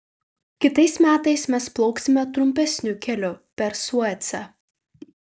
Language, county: Lithuanian, Vilnius